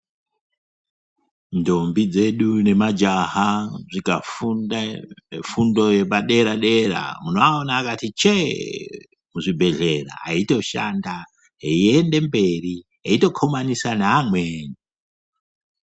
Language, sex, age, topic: Ndau, male, 50+, health